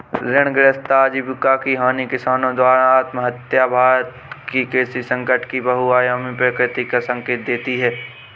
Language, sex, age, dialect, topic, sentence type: Hindi, male, 18-24, Awadhi Bundeli, agriculture, statement